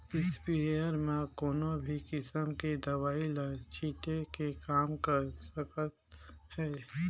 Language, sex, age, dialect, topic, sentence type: Chhattisgarhi, male, 18-24, Northern/Bhandar, agriculture, statement